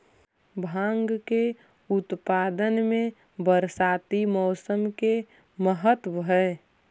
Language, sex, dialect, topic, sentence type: Magahi, female, Central/Standard, agriculture, statement